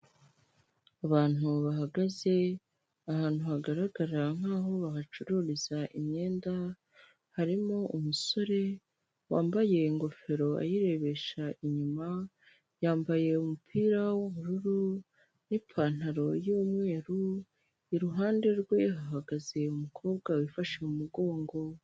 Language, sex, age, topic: Kinyarwanda, female, 18-24, finance